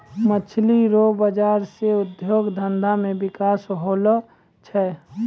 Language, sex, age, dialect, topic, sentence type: Maithili, male, 18-24, Angika, agriculture, statement